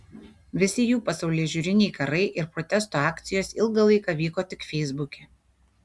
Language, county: Lithuanian, Šiauliai